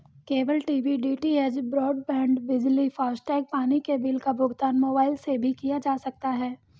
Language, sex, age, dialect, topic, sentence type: Hindi, female, 18-24, Hindustani Malvi Khadi Boli, banking, statement